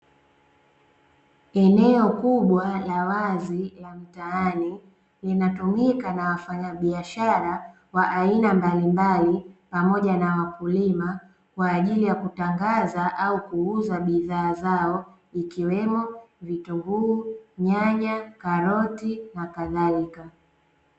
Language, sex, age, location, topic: Swahili, female, 18-24, Dar es Salaam, finance